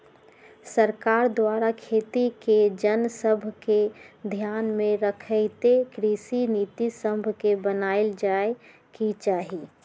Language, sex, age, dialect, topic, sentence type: Magahi, female, 36-40, Western, agriculture, statement